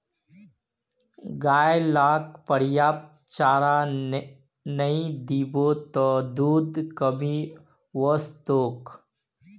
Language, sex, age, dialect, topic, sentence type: Magahi, male, 31-35, Northeastern/Surjapuri, agriculture, statement